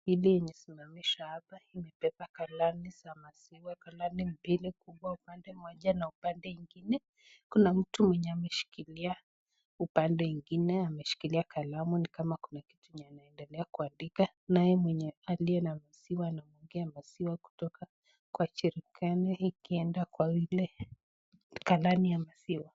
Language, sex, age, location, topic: Swahili, female, 25-35, Nakuru, agriculture